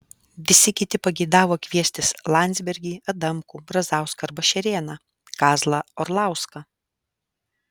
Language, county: Lithuanian, Alytus